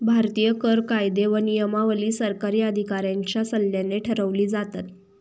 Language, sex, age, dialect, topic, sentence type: Marathi, female, 18-24, Northern Konkan, banking, statement